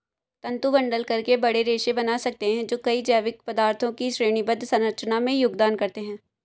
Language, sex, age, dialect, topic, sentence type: Hindi, female, 18-24, Hindustani Malvi Khadi Boli, agriculture, statement